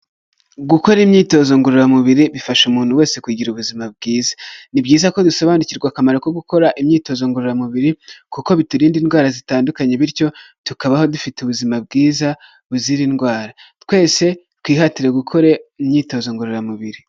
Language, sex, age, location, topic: Kinyarwanda, male, 25-35, Huye, health